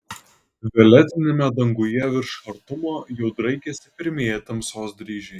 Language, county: Lithuanian, Kaunas